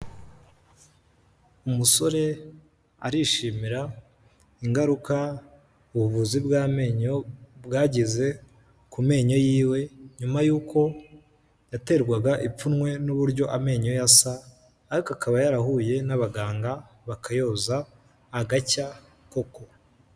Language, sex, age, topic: Kinyarwanda, male, 18-24, health